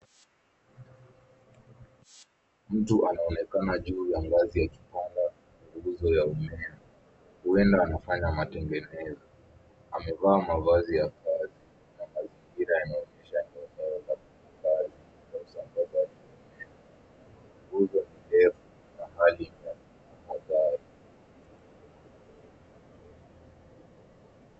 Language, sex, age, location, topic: Swahili, male, 18-24, Nairobi, government